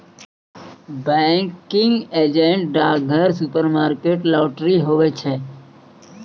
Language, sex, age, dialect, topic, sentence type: Maithili, male, 25-30, Angika, banking, statement